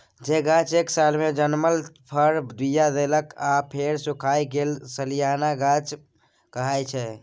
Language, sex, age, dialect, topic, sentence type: Maithili, male, 31-35, Bajjika, agriculture, statement